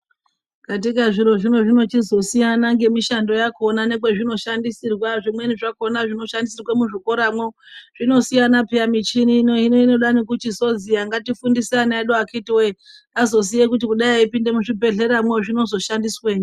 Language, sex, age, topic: Ndau, female, 25-35, health